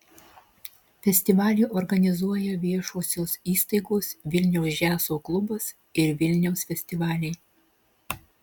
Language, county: Lithuanian, Marijampolė